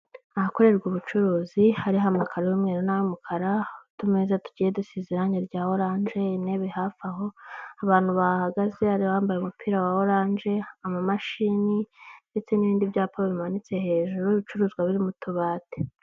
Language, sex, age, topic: Kinyarwanda, female, 25-35, finance